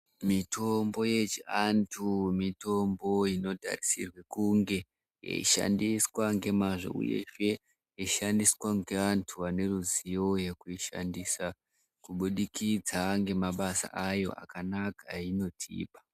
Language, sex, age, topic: Ndau, male, 18-24, health